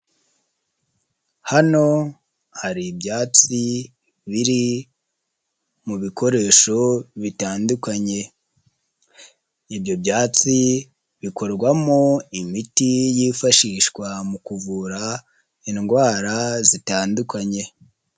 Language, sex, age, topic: Kinyarwanda, male, 25-35, health